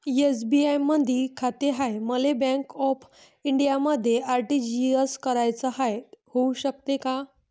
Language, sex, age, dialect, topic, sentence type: Marathi, female, 18-24, Varhadi, banking, question